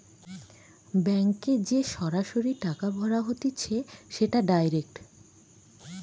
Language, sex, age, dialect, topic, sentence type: Bengali, female, 25-30, Western, banking, statement